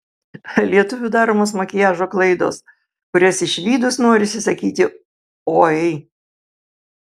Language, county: Lithuanian, Kaunas